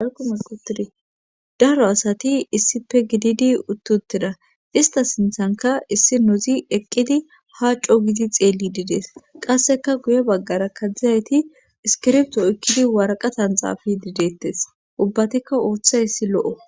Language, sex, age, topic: Gamo, female, 25-35, government